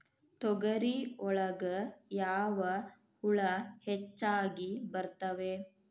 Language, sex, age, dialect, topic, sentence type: Kannada, female, 36-40, Dharwad Kannada, agriculture, question